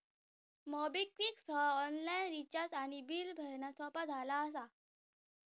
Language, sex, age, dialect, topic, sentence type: Marathi, female, 18-24, Southern Konkan, banking, statement